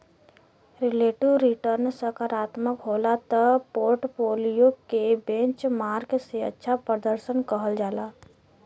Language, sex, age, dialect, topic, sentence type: Bhojpuri, female, 18-24, Western, banking, statement